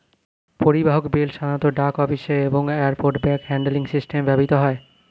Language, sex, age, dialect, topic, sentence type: Bengali, male, 25-30, Standard Colloquial, agriculture, statement